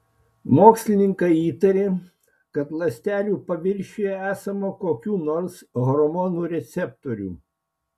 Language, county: Lithuanian, Klaipėda